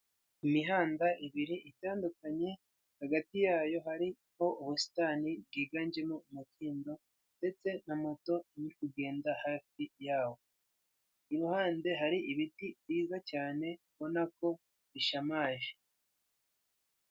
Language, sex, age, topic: Kinyarwanda, male, 25-35, government